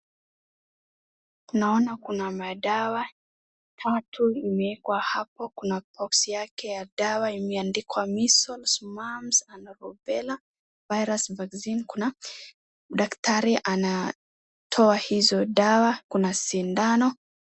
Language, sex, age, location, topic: Swahili, male, 18-24, Wajir, health